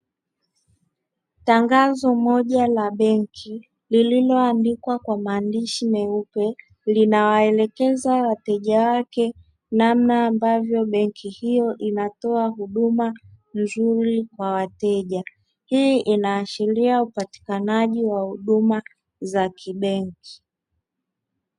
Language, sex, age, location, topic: Swahili, male, 36-49, Dar es Salaam, finance